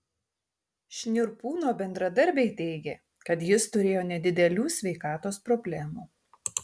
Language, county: Lithuanian, Tauragė